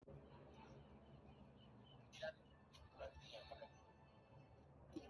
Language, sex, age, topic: Kinyarwanda, male, 25-35, education